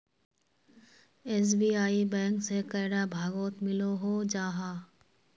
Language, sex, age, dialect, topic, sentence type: Magahi, female, 18-24, Northeastern/Surjapuri, banking, question